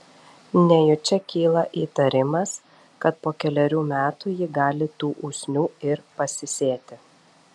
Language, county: Lithuanian, Alytus